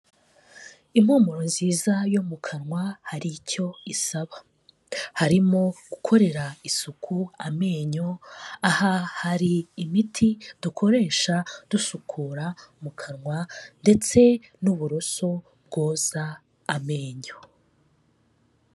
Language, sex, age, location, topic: Kinyarwanda, female, 25-35, Kigali, health